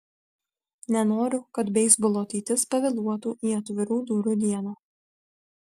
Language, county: Lithuanian, Vilnius